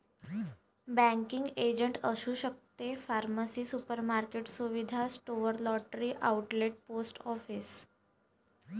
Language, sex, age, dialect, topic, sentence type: Marathi, female, 51-55, Varhadi, banking, statement